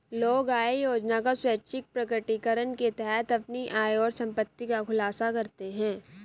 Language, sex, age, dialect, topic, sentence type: Hindi, female, 18-24, Hindustani Malvi Khadi Boli, banking, statement